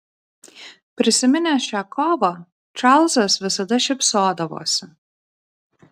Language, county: Lithuanian, Vilnius